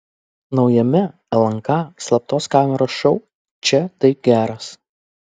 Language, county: Lithuanian, Kaunas